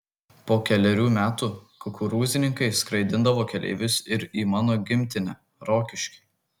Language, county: Lithuanian, Kaunas